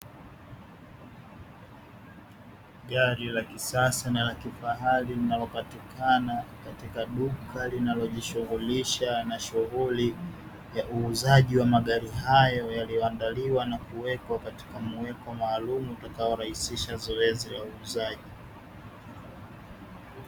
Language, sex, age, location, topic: Swahili, male, 18-24, Dar es Salaam, finance